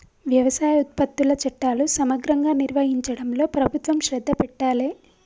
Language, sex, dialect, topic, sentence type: Telugu, female, Telangana, agriculture, statement